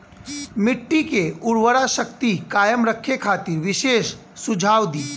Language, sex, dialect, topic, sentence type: Bhojpuri, male, Southern / Standard, agriculture, question